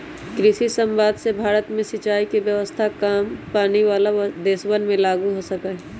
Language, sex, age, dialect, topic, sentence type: Magahi, male, 18-24, Western, agriculture, statement